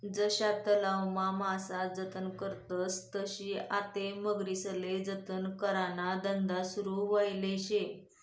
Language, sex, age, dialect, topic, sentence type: Marathi, female, 25-30, Northern Konkan, agriculture, statement